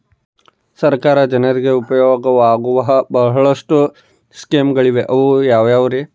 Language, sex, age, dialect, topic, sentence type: Kannada, male, 31-35, Central, banking, question